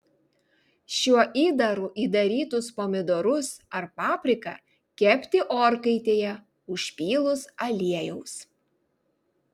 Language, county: Lithuanian, Vilnius